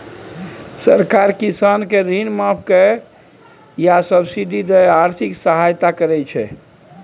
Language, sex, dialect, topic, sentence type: Maithili, male, Bajjika, agriculture, statement